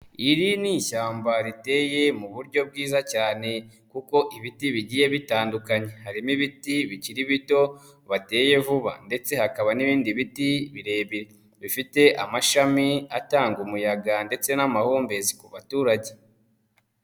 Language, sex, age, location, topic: Kinyarwanda, male, 18-24, Nyagatare, agriculture